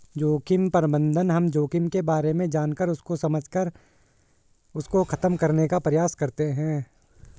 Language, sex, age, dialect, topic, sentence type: Hindi, male, 18-24, Hindustani Malvi Khadi Boli, agriculture, statement